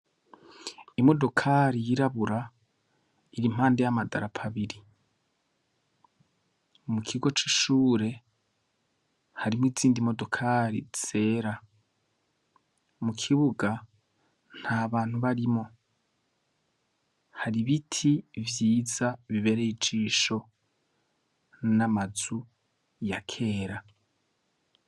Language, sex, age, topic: Rundi, male, 25-35, education